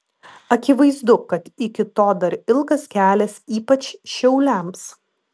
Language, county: Lithuanian, Vilnius